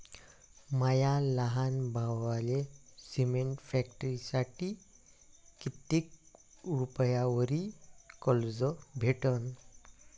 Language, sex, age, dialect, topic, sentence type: Marathi, male, 18-24, Varhadi, banking, question